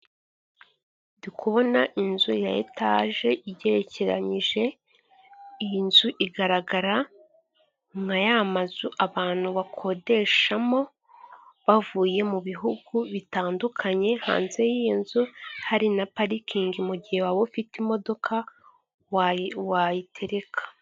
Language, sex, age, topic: Kinyarwanda, female, 25-35, finance